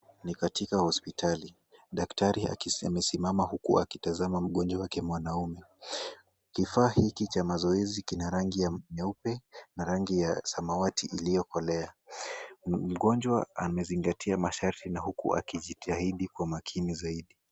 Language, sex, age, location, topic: Swahili, male, 18-24, Kisumu, health